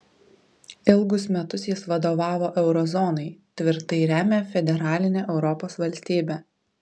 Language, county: Lithuanian, Kaunas